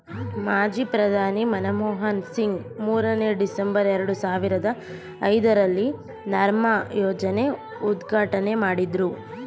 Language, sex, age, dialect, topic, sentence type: Kannada, female, 25-30, Mysore Kannada, banking, statement